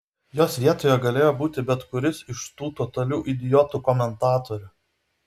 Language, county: Lithuanian, Vilnius